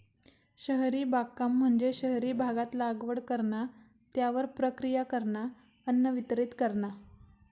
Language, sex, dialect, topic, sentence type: Marathi, female, Southern Konkan, agriculture, statement